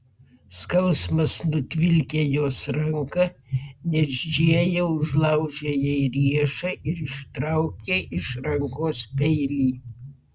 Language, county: Lithuanian, Vilnius